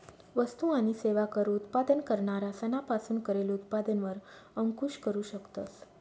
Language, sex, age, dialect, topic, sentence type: Marathi, female, 18-24, Northern Konkan, banking, statement